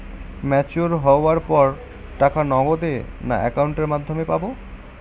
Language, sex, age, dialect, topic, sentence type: Bengali, male, 18-24, Northern/Varendri, banking, question